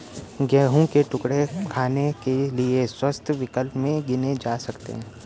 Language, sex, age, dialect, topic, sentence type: Hindi, male, 18-24, Garhwali, agriculture, statement